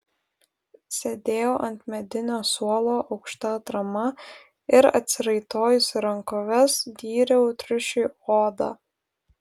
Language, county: Lithuanian, Vilnius